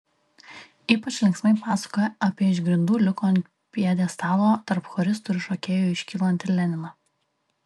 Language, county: Lithuanian, Vilnius